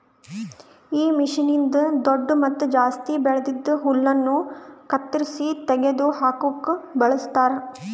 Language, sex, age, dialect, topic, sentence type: Kannada, female, 18-24, Northeastern, agriculture, statement